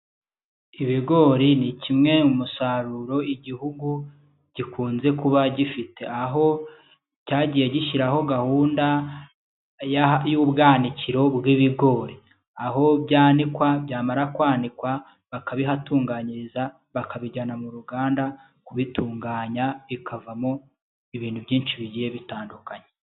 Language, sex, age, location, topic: Kinyarwanda, male, 25-35, Kigali, agriculture